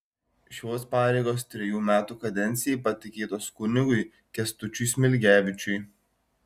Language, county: Lithuanian, Šiauliai